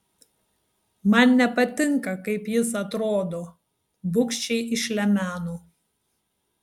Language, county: Lithuanian, Tauragė